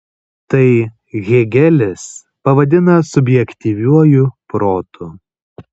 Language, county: Lithuanian, Kaunas